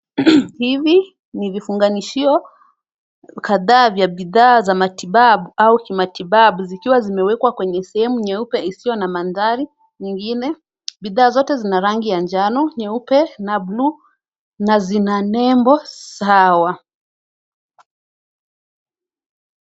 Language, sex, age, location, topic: Swahili, female, 18-24, Kisumu, health